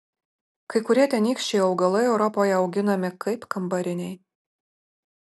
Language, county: Lithuanian, Marijampolė